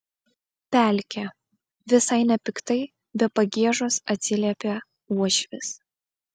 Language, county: Lithuanian, Vilnius